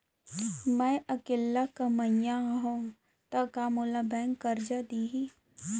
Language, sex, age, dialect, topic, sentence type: Chhattisgarhi, female, 25-30, Central, banking, question